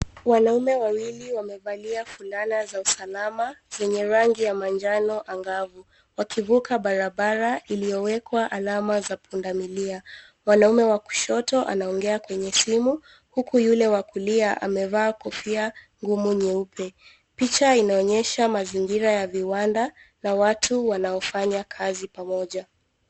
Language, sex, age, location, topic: Swahili, female, 18-24, Nairobi, government